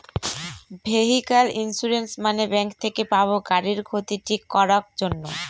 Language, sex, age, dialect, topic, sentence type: Bengali, female, 36-40, Northern/Varendri, banking, statement